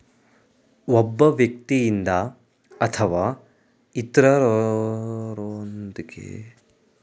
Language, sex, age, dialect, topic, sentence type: Kannada, male, 18-24, Mysore Kannada, banking, statement